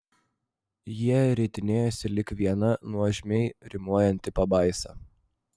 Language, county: Lithuanian, Vilnius